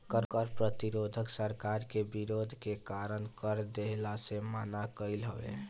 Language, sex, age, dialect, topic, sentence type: Bhojpuri, male, 18-24, Northern, banking, statement